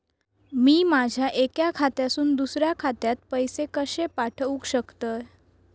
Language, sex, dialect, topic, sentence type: Marathi, female, Southern Konkan, banking, question